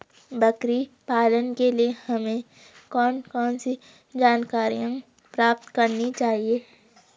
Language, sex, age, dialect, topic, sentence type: Hindi, female, 18-24, Garhwali, agriculture, question